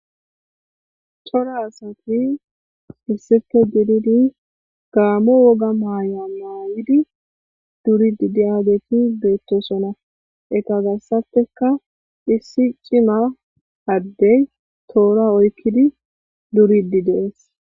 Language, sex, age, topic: Gamo, female, 25-35, government